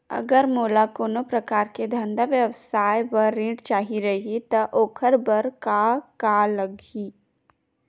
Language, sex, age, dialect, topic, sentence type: Chhattisgarhi, female, 31-35, Western/Budati/Khatahi, banking, question